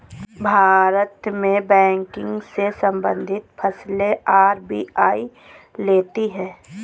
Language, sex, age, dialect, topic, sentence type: Hindi, female, 25-30, Kanauji Braj Bhasha, banking, statement